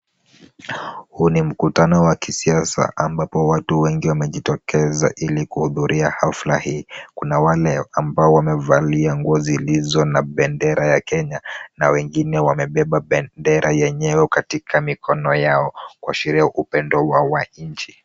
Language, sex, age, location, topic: Swahili, male, 18-24, Kisumu, government